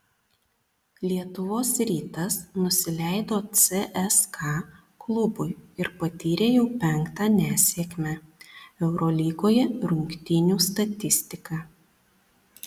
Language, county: Lithuanian, Panevėžys